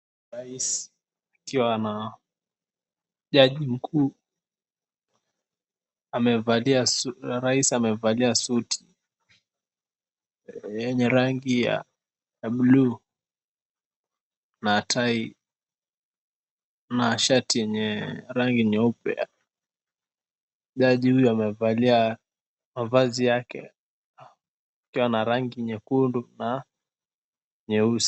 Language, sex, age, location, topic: Swahili, male, 18-24, Mombasa, government